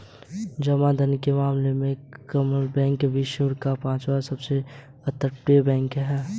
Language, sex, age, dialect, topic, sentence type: Hindi, male, 18-24, Hindustani Malvi Khadi Boli, banking, statement